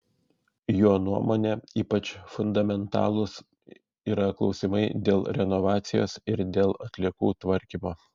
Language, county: Lithuanian, Šiauliai